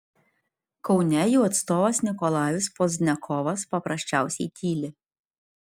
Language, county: Lithuanian, Kaunas